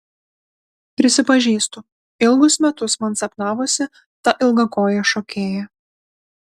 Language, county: Lithuanian, Panevėžys